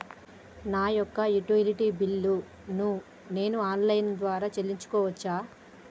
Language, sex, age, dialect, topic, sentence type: Telugu, female, 25-30, Telangana, banking, question